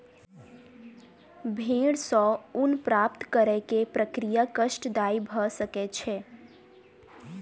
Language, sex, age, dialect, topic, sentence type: Maithili, female, 18-24, Southern/Standard, agriculture, statement